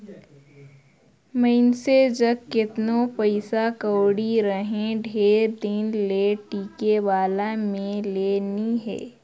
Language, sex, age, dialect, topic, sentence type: Chhattisgarhi, female, 51-55, Northern/Bhandar, banking, statement